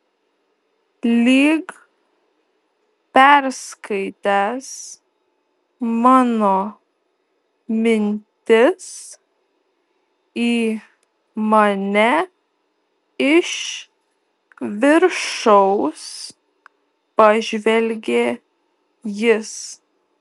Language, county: Lithuanian, Šiauliai